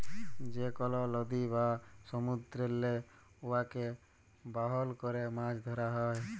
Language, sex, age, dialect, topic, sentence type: Bengali, male, 18-24, Jharkhandi, agriculture, statement